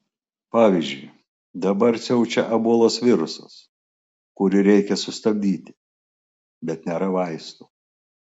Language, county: Lithuanian, Klaipėda